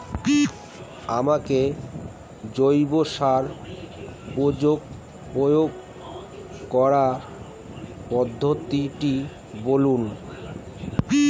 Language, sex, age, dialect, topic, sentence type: Bengali, male, 41-45, Standard Colloquial, agriculture, question